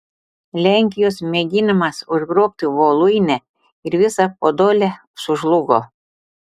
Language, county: Lithuanian, Telšiai